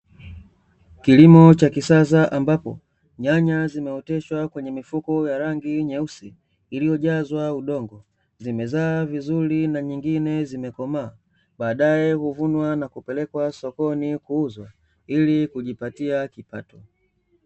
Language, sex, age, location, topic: Swahili, male, 25-35, Dar es Salaam, agriculture